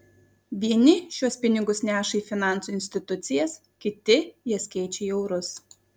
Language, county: Lithuanian, Kaunas